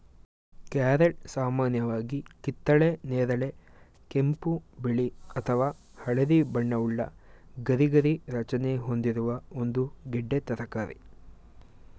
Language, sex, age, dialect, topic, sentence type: Kannada, male, 18-24, Mysore Kannada, agriculture, statement